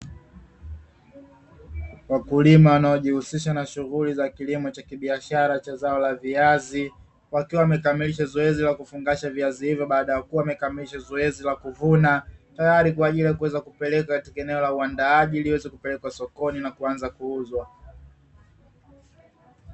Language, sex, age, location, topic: Swahili, male, 25-35, Dar es Salaam, agriculture